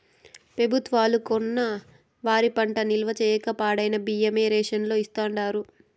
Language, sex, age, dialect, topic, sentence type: Telugu, female, 18-24, Southern, agriculture, statement